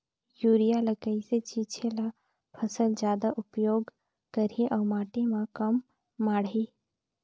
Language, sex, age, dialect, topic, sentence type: Chhattisgarhi, female, 56-60, Northern/Bhandar, agriculture, question